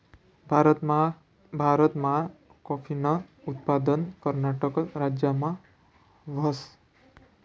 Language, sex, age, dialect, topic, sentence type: Marathi, male, 56-60, Northern Konkan, agriculture, statement